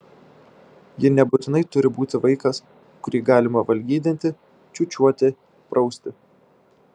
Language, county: Lithuanian, Šiauliai